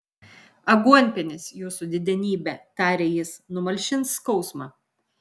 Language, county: Lithuanian, Vilnius